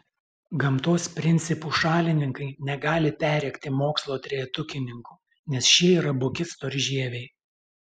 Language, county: Lithuanian, Alytus